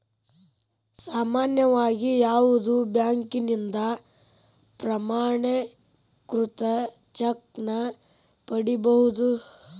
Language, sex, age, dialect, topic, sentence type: Kannada, male, 18-24, Dharwad Kannada, banking, statement